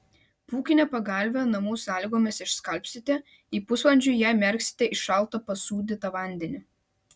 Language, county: Lithuanian, Vilnius